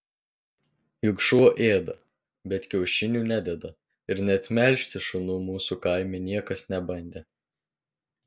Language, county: Lithuanian, Telšiai